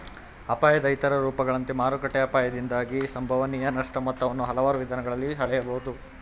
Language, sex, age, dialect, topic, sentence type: Kannada, male, 18-24, Mysore Kannada, banking, statement